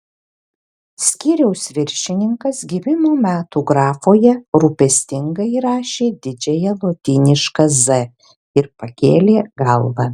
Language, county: Lithuanian, Alytus